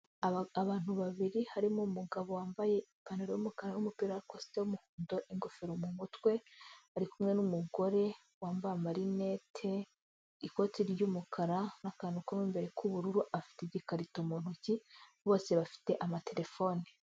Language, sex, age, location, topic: Kinyarwanda, female, 25-35, Huye, finance